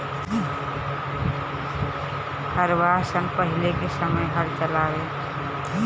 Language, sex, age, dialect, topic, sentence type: Bhojpuri, female, 25-30, Northern, agriculture, statement